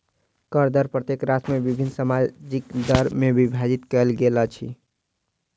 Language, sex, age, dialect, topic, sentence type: Maithili, male, 36-40, Southern/Standard, banking, statement